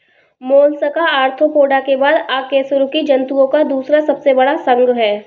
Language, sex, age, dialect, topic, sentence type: Hindi, female, 25-30, Awadhi Bundeli, agriculture, statement